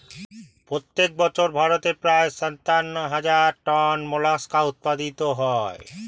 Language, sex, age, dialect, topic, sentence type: Bengali, male, 46-50, Standard Colloquial, agriculture, statement